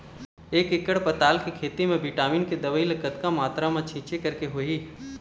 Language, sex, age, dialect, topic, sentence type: Chhattisgarhi, male, 25-30, Eastern, agriculture, question